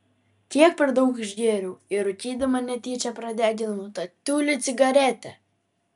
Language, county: Lithuanian, Vilnius